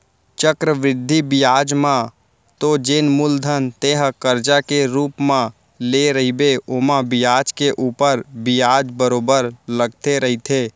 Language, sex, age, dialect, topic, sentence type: Chhattisgarhi, male, 18-24, Central, banking, statement